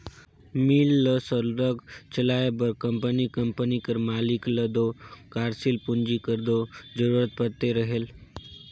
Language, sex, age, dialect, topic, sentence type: Chhattisgarhi, male, 18-24, Northern/Bhandar, banking, statement